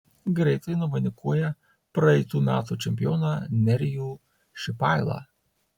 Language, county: Lithuanian, Tauragė